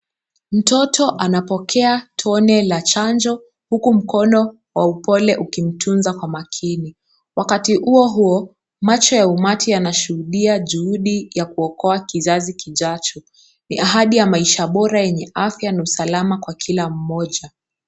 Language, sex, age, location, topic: Swahili, female, 18-24, Kisumu, health